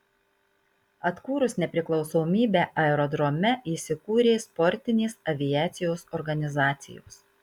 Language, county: Lithuanian, Marijampolė